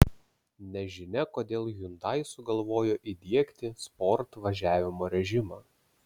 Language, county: Lithuanian, Vilnius